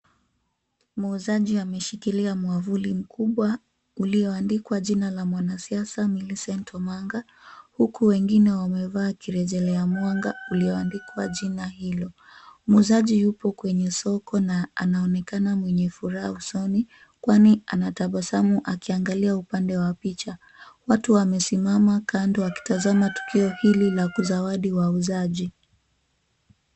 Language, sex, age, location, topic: Swahili, female, 25-35, Kisumu, government